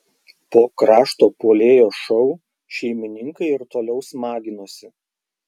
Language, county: Lithuanian, Klaipėda